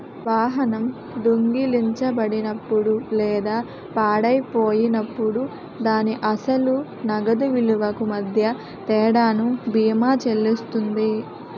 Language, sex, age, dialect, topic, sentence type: Telugu, female, 18-24, Utterandhra, banking, statement